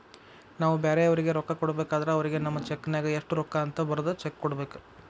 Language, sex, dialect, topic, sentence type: Kannada, male, Dharwad Kannada, banking, statement